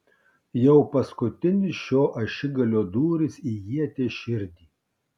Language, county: Lithuanian, Kaunas